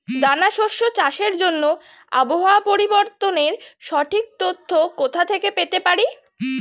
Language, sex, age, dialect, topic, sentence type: Bengali, female, 36-40, Standard Colloquial, agriculture, question